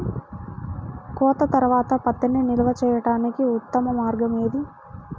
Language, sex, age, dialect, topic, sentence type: Telugu, female, 18-24, Central/Coastal, agriculture, question